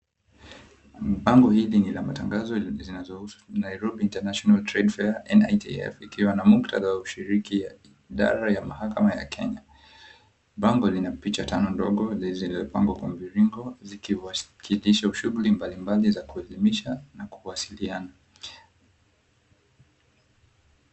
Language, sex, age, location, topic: Swahili, male, 25-35, Mombasa, government